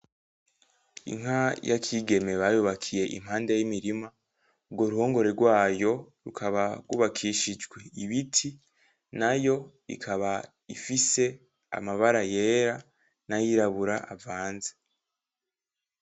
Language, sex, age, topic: Rundi, male, 18-24, agriculture